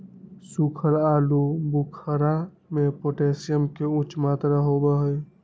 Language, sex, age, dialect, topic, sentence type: Magahi, male, 18-24, Western, agriculture, statement